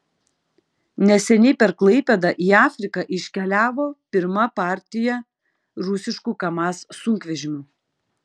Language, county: Lithuanian, Klaipėda